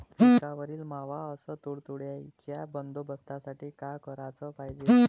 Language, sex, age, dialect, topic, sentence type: Marathi, male, 25-30, Varhadi, agriculture, question